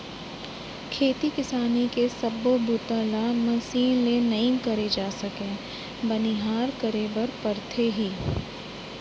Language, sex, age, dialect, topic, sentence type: Chhattisgarhi, female, 36-40, Central, agriculture, statement